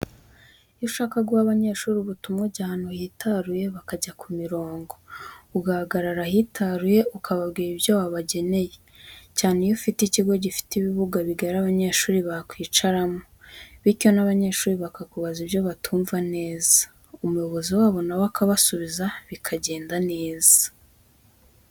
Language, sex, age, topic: Kinyarwanda, female, 18-24, education